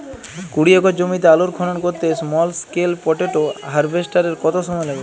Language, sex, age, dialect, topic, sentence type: Bengali, male, 51-55, Jharkhandi, agriculture, question